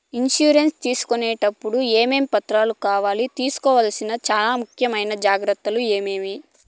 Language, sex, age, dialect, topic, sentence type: Telugu, female, 18-24, Southern, banking, question